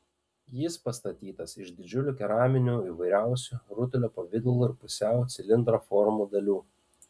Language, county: Lithuanian, Panevėžys